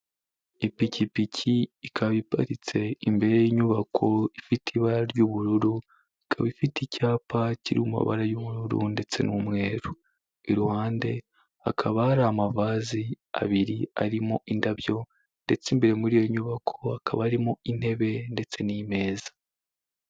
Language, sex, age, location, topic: Kinyarwanda, male, 25-35, Kigali, finance